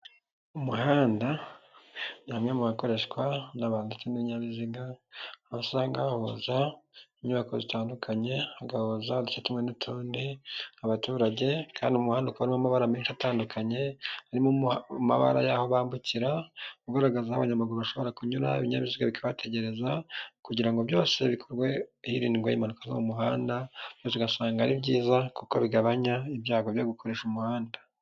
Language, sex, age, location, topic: Kinyarwanda, male, 25-35, Nyagatare, government